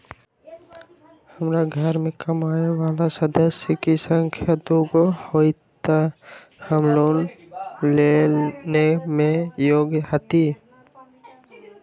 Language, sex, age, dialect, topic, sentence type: Magahi, male, 25-30, Western, banking, question